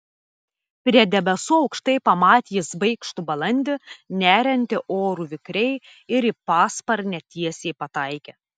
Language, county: Lithuanian, Telšiai